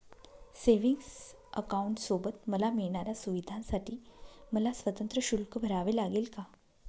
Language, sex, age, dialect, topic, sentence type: Marathi, female, 25-30, Northern Konkan, banking, question